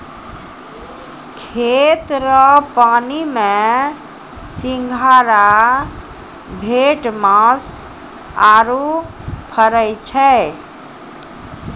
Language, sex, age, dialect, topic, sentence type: Maithili, female, 41-45, Angika, agriculture, statement